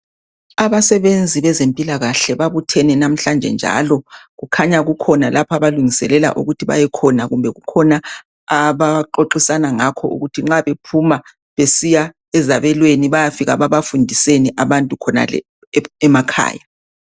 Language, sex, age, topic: North Ndebele, male, 36-49, health